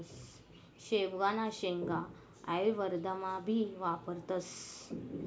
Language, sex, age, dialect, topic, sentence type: Marathi, female, 36-40, Northern Konkan, agriculture, statement